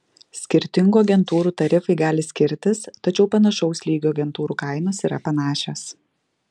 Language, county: Lithuanian, Klaipėda